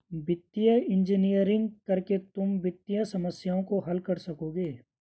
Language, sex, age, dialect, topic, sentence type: Hindi, male, 25-30, Garhwali, banking, statement